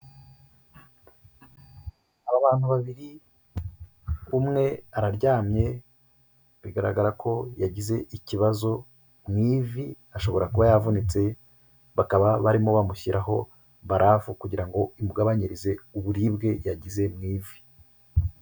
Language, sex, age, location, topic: Kinyarwanda, male, 36-49, Kigali, health